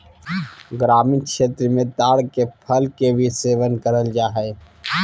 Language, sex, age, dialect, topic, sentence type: Magahi, male, 31-35, Southern, agriculture, statement